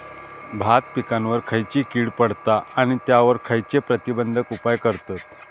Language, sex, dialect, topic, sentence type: Marathi, male, Southern Konkan, agriculture, question